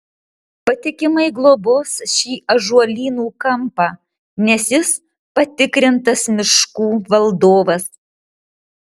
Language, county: Lithuanian, Marijampolė